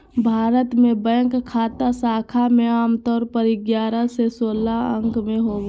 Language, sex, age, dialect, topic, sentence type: Magahi, female, 18-24, Southern, banking, statement